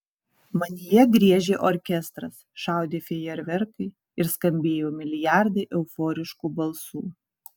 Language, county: Lithuanian, Kaunas